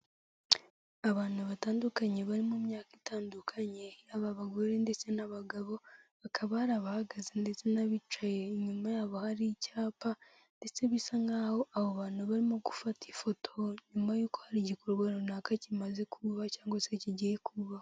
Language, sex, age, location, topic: Kinyarwanda, female, 18-24, Kigali, health